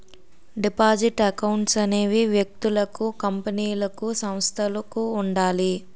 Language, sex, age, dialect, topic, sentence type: Telugu, male, 60-100, Utterandhra, banking, statement